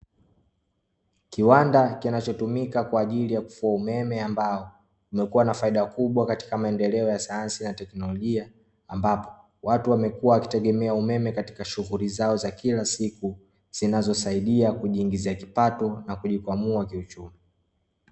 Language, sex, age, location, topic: Swahili, male, 18-24, Dar es Salaam, government